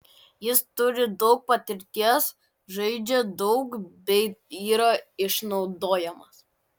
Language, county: Lithuanian, Klaipėda